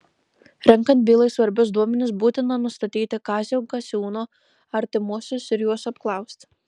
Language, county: Lithuanian, Marijampolė